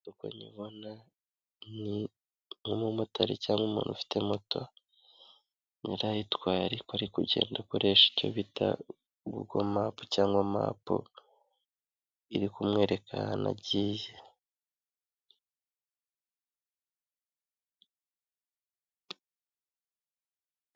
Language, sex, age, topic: Kinyarwanda, male, 25-35, finance